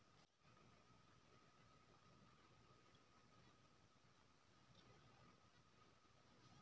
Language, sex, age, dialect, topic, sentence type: Maithili, male, 25-30, Bajjika, banking, statement